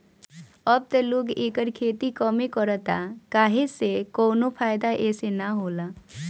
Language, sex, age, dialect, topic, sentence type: Bhojpuri, female, <18, Northern, agriculture, statement